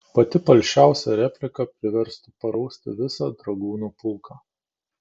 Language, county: Lithuanian, Kaunas